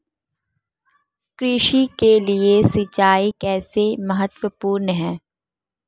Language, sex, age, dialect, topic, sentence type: Hindi, female, 18-24, Marwari Dhudhari, agriculture, question